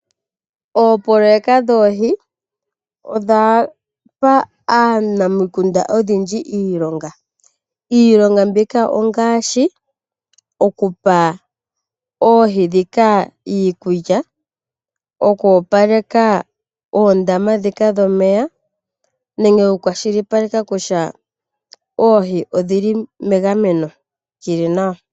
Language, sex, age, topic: Oshiwambo, female, 25-35, agriculture